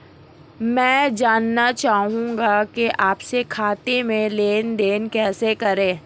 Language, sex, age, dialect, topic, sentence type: Hindi, female, 25-30, Marwari Dhudhari, banking, question